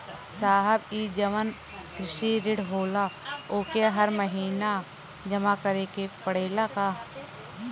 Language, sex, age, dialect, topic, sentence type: Bhojpuri, female, 18-24, Western, banking, question